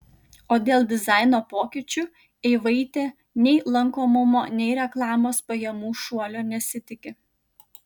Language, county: Lithuanian, Kaunas